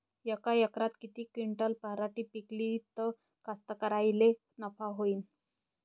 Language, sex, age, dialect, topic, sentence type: Marathi, female, 25-30, Varhadi, agriculture, question